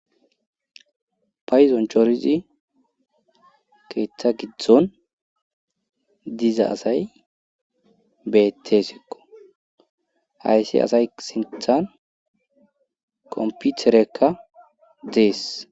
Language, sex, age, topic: Gamo, male, 18-24, government